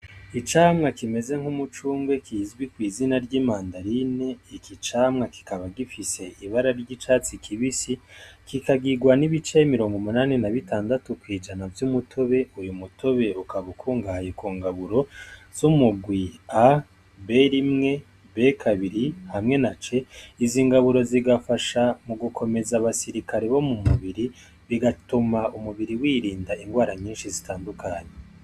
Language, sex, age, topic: Rundi, male, 25-35, agriculture